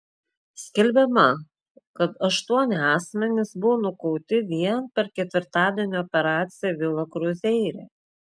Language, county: Lithuanian, Klaipėda